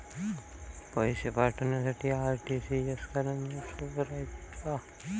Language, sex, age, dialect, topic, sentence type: Marathi, male, 18-24, Varhadi, banking, question